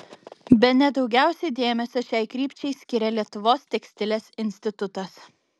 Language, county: Lithuanian, Vilnius